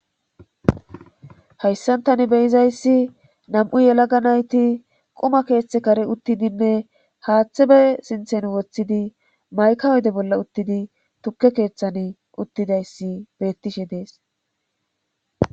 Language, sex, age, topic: Gamo, female, 18-24, government